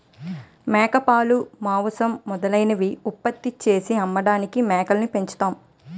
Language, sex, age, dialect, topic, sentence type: Telugu, female, 25-30, Utterandhra, agriculture, statement